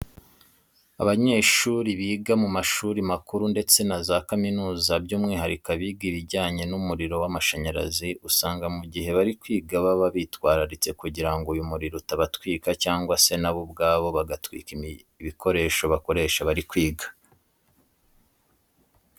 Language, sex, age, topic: Kinyarwanda, male, 25-35, education